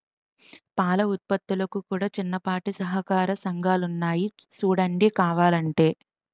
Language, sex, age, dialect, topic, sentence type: Telugu, female, 18-24, Utterandhra, agriculture, statement